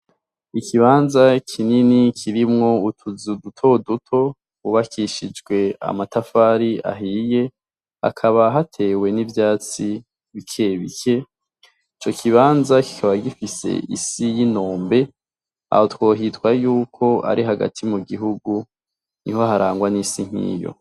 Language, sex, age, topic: Rundi, male, 25-35, education